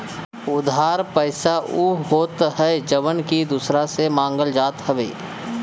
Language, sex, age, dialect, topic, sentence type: Bhojpuri, male, 25-30, Northern, banking, statement